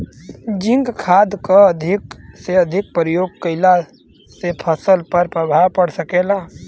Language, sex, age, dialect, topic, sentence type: Bhojpuri, male, 18-24, Western, agriculture, question